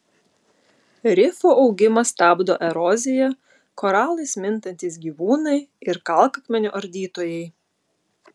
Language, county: Lithuanian, Utena